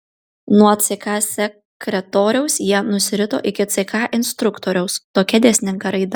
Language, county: Lithuanian, Kaunas